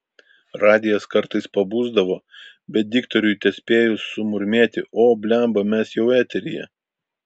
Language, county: Lithuanian, Vilnius